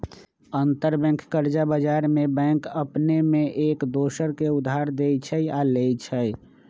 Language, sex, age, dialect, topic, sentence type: Magahi, male, 25-30, Western, banking, statement